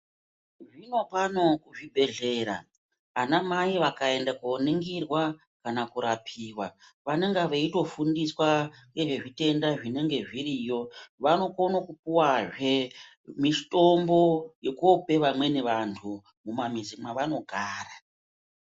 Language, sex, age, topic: Ndau, female, 36-49, health